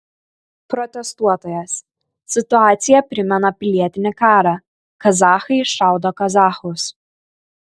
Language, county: Lithuanian, Kaunas